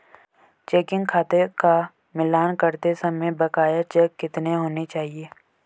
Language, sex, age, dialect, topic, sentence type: Hindi, male, 18-24, Hindustani Malvi Khadi Boli, banking, question